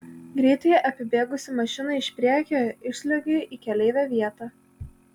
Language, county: Lithuanian, Kaunas